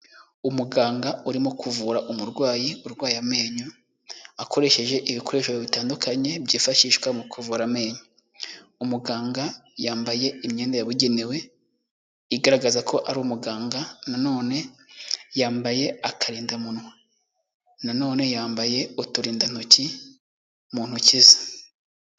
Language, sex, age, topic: Kinyarwanda, male, 18-24, health